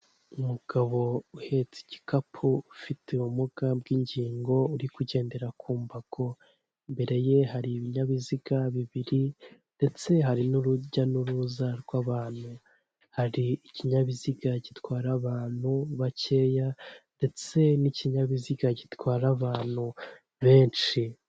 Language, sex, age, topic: Kinyarwanda, male, 18-24, government